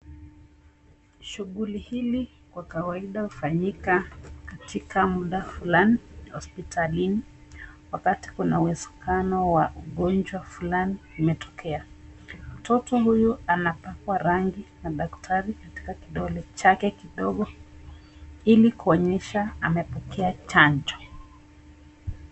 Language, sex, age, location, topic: Swahili, female, 25-35, Nakuru, health